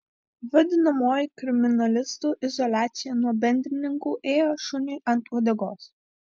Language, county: Lithuanian, Vilnius